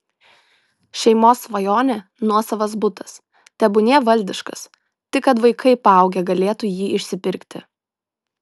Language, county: Lithuanian, Šiauliai